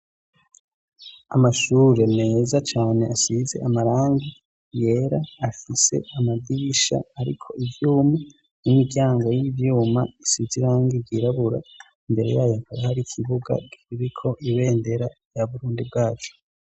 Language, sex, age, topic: Rundi, male, 25-35, education